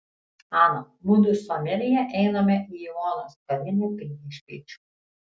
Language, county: Lithuanian, Tauragė